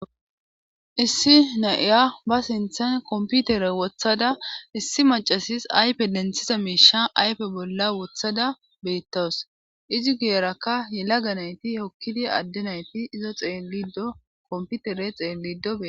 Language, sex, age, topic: Gamo, female, 25-35, government